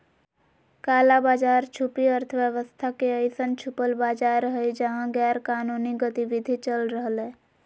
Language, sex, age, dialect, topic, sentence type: Magahi, female, 41-45, Southern, banking, statement